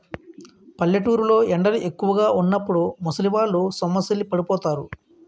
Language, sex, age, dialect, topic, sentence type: Telugu, male, 31-35, Utterandhra, agriculture, statement